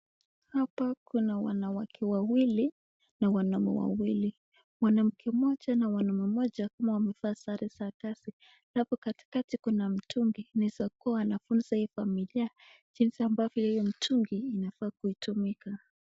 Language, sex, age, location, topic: Swahili, female, 18-24, Nakuru, health